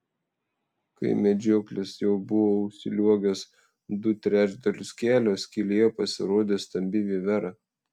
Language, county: Lithuanian, Telšiai